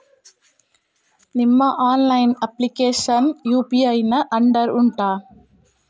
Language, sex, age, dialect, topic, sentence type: Kannada, female, 18-24, Coastal/Dakshin, banking, question